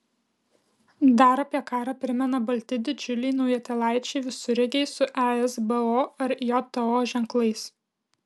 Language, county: Lithuanian, Kaunas